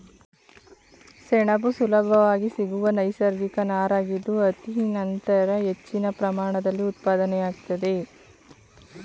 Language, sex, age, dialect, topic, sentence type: Kannada, female, 31-35, Mysore Kannada, agriculture, statement